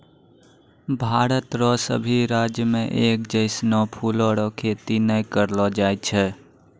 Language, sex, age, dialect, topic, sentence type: Maithili, male, 18-24, Angika, agriculture, statement